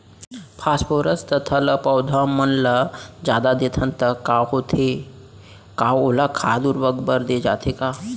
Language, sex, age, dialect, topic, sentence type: Chhattisgarhi, male, 25-30, Central, agriculture, question